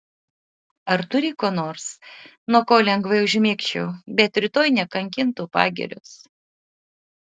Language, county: Lithuanian, Utena